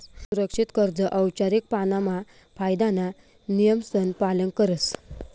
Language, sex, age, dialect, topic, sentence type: Marathi, female, 25-30, Northern Konkan, banking, statement